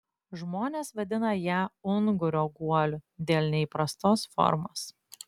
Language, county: Lithuanian, Klaipėda